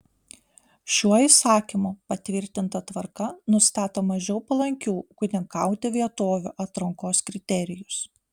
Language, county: Lithuanian, Panevėžys